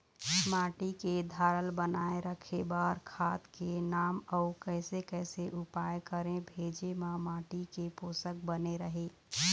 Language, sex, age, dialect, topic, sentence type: Chhattisgarhi, female, 25-30, Eastern, agriculture, question